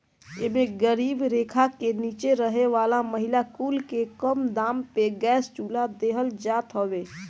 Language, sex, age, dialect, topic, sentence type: Bhojpuri, male, 18-24, Northern, agriculture, statement